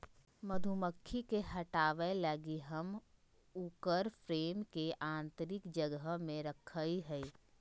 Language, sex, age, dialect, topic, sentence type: Magahi, female, 25-30, Southern, agriculture, statement